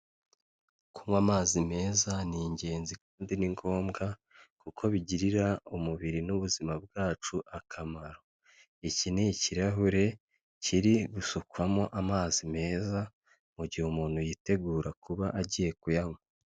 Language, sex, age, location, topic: Kinyarwanda, male, 25-35, Kigali, health